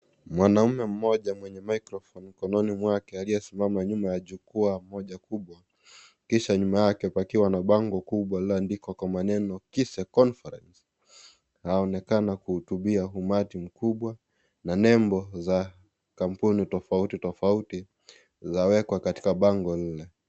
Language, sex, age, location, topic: Swahili, male, 25-35, Kisii, education